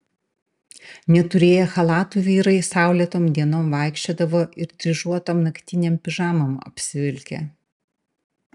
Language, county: Lithuanian, Panevėžys